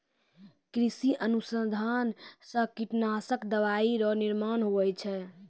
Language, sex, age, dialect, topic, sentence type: Maithili, female, 18-24, Angika, agriculture, statement